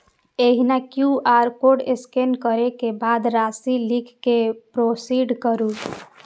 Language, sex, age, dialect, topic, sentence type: Maithili, female, 18-24, Eastern / Thethi, banking, statement